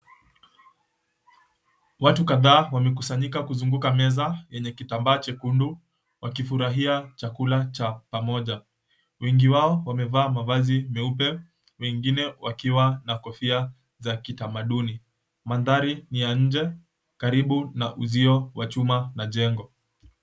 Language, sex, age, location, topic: Swahili, male, 18-24, Mombasa, government